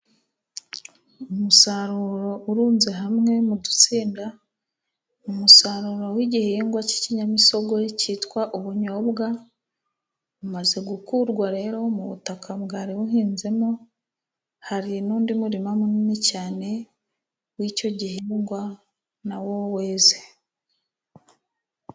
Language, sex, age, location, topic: Kinyarwanda, female, 36-49, Musanze, agriculture